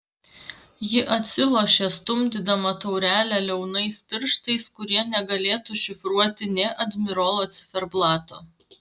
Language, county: Lithuanian, Vilnius